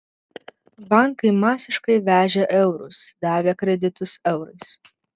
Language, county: Lithuanian, Vilnius